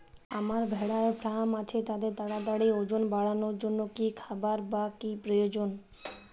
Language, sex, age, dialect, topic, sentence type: Bengali, male, 36-40, Jharkhandi, agriculture, question